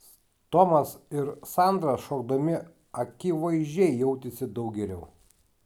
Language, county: Lithuanian, Kaunas